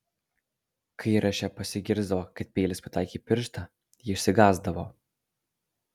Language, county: Lithuanian, Alytus